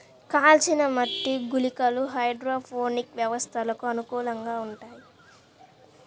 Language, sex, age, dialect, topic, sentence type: Telugu, male, 25-30, Central/Coastal, agriculture, statement